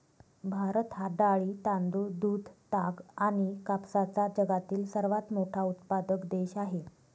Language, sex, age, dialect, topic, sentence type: Marathi, female, 25-30, Northern Konkan, agriculture, statement